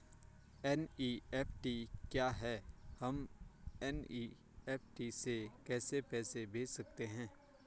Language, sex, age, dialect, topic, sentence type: Hindi, male, 25-30, Garhwali, banking, question